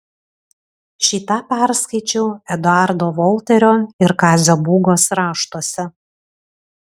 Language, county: Lithuanian, Alytus